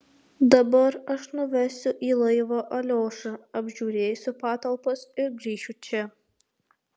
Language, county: Lithuanian, Alytus